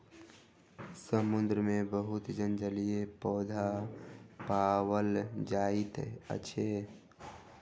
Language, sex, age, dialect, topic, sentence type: Maithili, female, 31-35, Southern/Standard, agriculture, statement